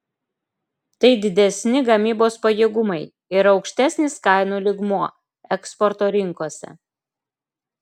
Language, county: Lithuanian, Klaipėda